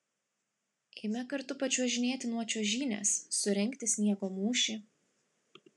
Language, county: Lithuanian, Klaipėda